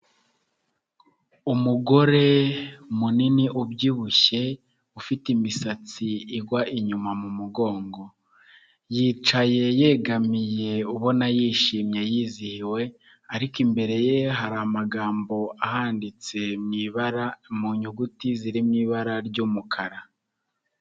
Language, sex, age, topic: Kinyarwanda, male, 25-35, health